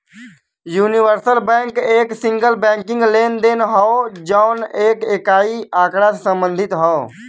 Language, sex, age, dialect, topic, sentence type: Bhojpuri, male, 18-24, Western, banking, statement